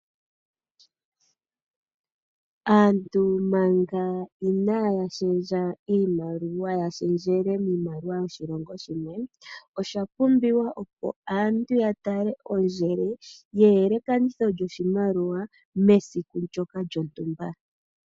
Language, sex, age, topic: Oshiwambo, female, 36-49, finance